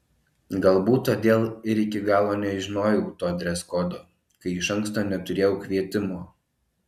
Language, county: Lithuanian, Alytus